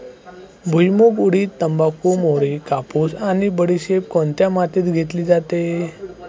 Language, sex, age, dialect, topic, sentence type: Marathi, male, 18-24, Standard Marathi, agriculture, question